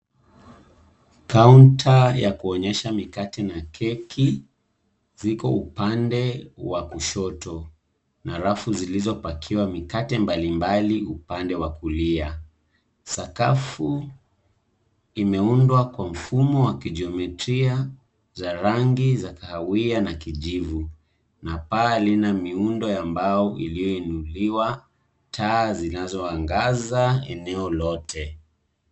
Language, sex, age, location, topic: Swahili, male, 18-24, Nairobi, finance